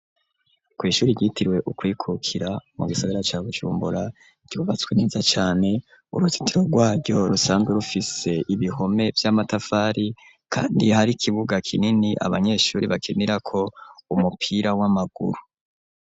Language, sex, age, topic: Rundi, male, 18-24, education